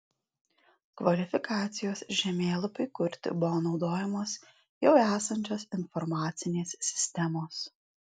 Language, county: Lithuanian, Alytus